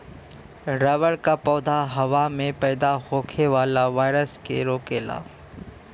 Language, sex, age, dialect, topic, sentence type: Bhojpuri, male, 18-24, Western, agriculture, statement